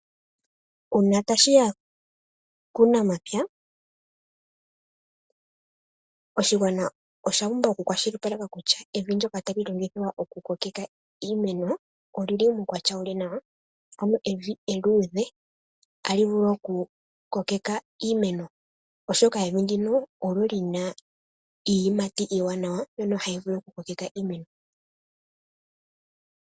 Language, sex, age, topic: Oshiwambo, female, 18-24, agriculture